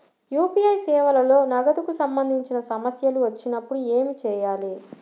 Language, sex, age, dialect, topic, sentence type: Telugu, female, 60-100, Central/Coastal, banking, question